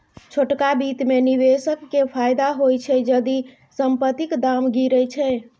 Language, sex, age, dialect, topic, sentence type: Maithili, female, 25-30, Bajjika, banking, statement